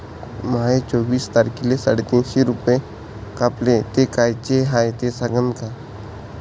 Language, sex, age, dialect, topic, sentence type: Marathi, male, 25-30, Varhadi, banking, question